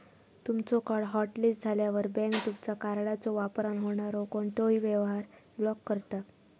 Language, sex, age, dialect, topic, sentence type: Marathi, female, 25-30, Southern Konkan, banking, statement